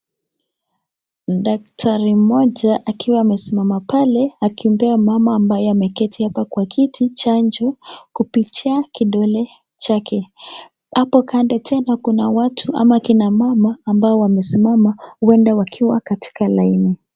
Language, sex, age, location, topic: Swahili, female, 18-24, Nakuru, health